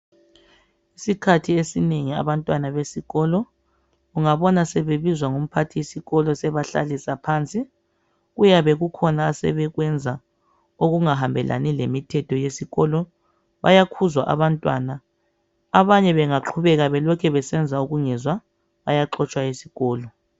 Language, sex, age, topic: North Ndebele, male, 36-49, education